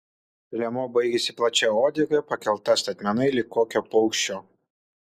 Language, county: Lithuanian, Kaunas